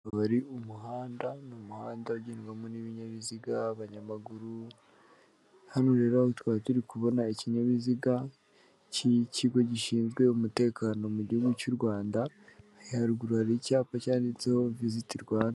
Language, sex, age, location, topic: Kinyarwanda, female, 18-24, Kigali, government